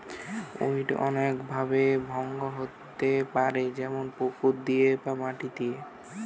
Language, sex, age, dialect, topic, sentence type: Bengali, male, 18-24, Western, agriculture, statement